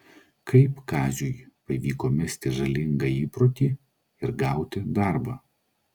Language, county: Lithuanian, Klaipėda